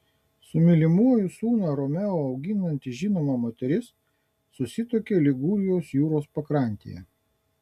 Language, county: Lithuanian, Kaunas